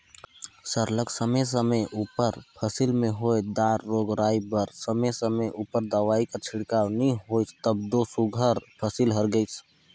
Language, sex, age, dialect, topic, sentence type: Chhattisgarhi, male, 18-24, Northern/Bhandar, agriculture, statement